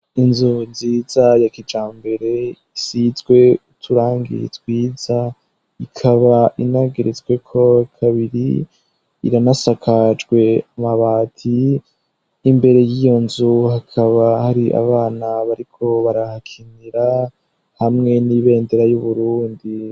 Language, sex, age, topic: Rundi, male, 18-24, education